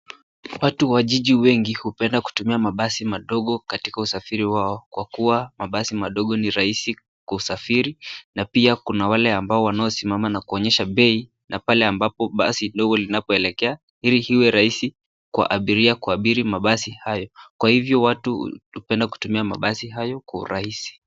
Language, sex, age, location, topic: Swahili, male, 18-24, Nairobi, government